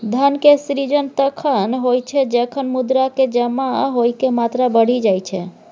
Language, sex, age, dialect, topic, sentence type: Maithili, female, 18-24, Bajjika, banking, statement